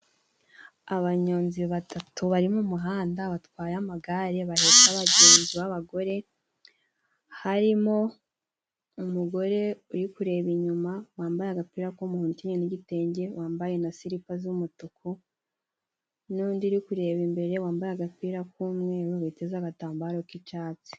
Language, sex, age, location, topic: Kinyarwanda, female, 18-24, Musanze, government